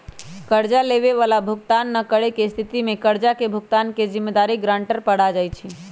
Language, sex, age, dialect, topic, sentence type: Magahi, female, 25-30, Western, banking, statement